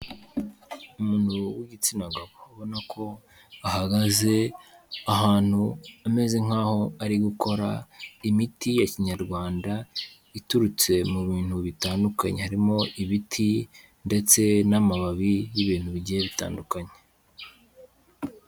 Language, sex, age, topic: Kinyarwanda, male, 25-35, health